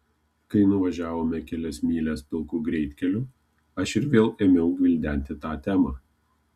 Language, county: Lithuanian, Kaunas